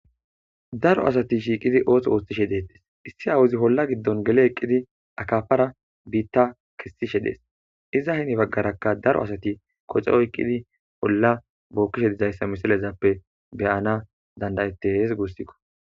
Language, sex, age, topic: Gamo, male, 18-24, agriculture